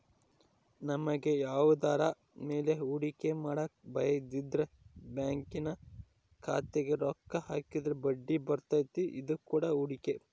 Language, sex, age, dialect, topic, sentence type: Kannada, male, 25-30, Central, banking, statement